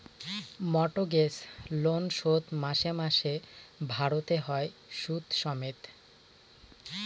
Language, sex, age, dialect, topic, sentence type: Bengali, male, 18-24, Northern/Varendri, banking, statement